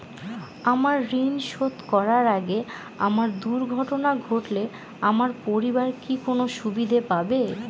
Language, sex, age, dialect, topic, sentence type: Bengali, female, 18-24, Northern/Varendri, banking, question